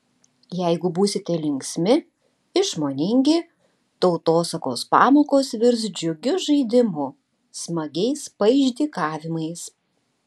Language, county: Lithuanian, Tauragė